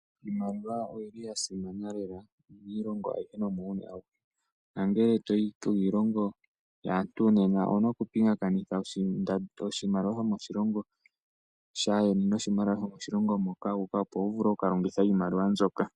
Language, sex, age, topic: Oshiwambo, female, 18-24, finance